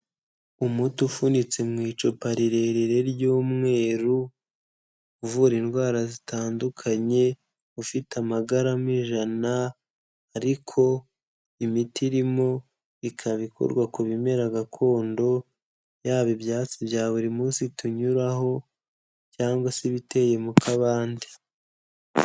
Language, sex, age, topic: Kinyarwanda, male, 18-24, health